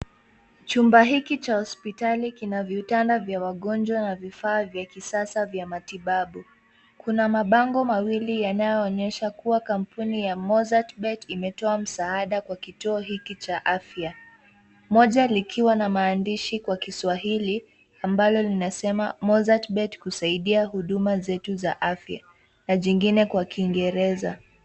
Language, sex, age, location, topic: Swahili, female, 18-24, Nairobi, health